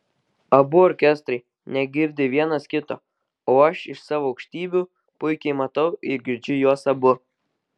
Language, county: Lithuanian, Kaunas